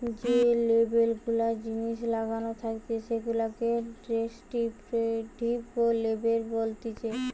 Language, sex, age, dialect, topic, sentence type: Bengali, female, 18-24, Western, banking, statement